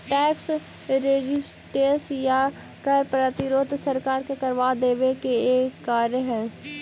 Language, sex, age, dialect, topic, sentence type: Magahi, female, 18-24, Central/Standard, banking, statement